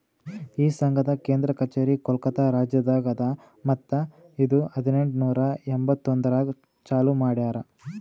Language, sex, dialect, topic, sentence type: Kannada, male, Northeastern, agriculture, statement